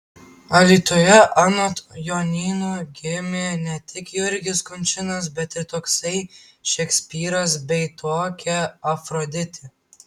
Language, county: Lithuanian, Tauragė